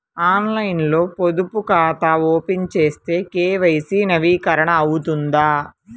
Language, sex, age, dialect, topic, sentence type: Telugu, female, 25-30, Central/Coastal, banking, question